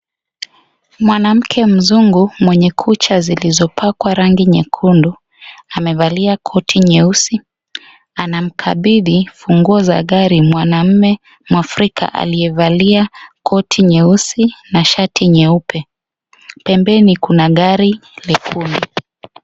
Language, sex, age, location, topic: Swahili, female, 25-35, Kisii, finance